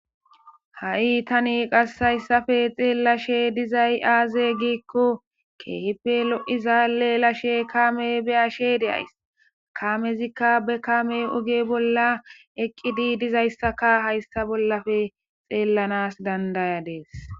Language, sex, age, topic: Gamo, female, 25-35, government